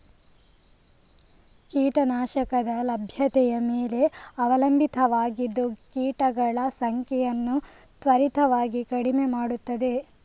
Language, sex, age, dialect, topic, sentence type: Kannada, female, 25-30, Coastal/Dakshin, agriculture, statement